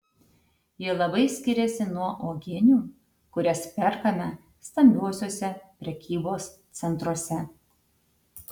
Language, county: Lithuanian, Tauragė